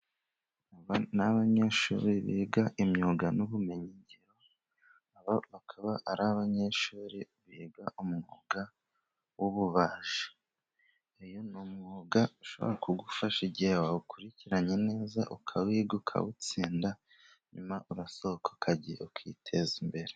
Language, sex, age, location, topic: Kinyarwanda, male, 25-35, Musanze, education